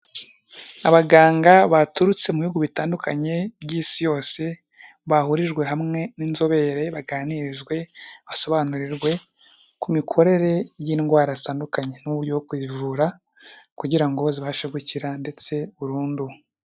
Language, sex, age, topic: Kinyarwanda, male, 18-24, health